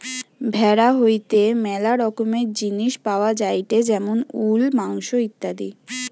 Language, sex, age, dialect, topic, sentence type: Bengali, female, 18-24, Western, agriculture, statement